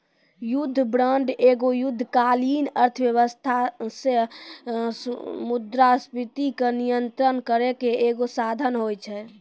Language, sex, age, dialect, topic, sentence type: Maithili, female, 18-24, Angika, banking, statement